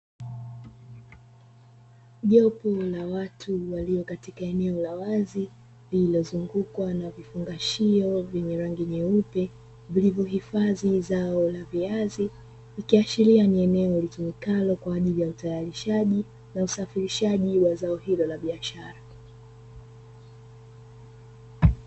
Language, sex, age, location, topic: Swahili, female, 25-35, Dar es Salaam, agriculture